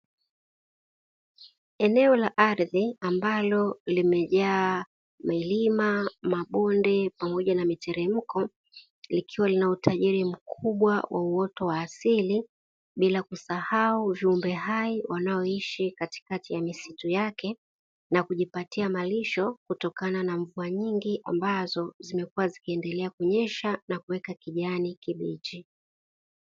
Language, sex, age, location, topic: Swahili, female, 36-49, Dar es Salaam, agriculture